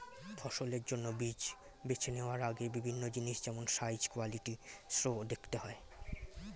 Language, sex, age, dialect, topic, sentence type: Bengali, male, 18-24, Standard Colloquial, agriculture, statement